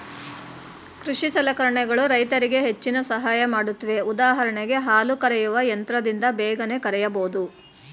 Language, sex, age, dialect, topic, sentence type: Kannada, female, 36-40, Mysore Kannada, agriculture, statement